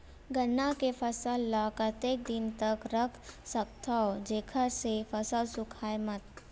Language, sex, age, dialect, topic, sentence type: Chhattisgarhi, female, 25-30, Western/Budati/Khatahi, agriculture, question